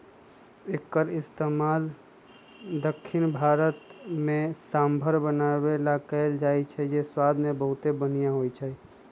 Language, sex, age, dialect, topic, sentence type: Magahi, male, 25-30, Western, agriculture, statement